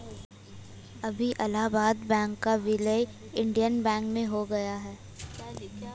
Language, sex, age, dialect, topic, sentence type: Hindi, female, 18-24, Hindustani Malvi Khadi Boli, banking, statement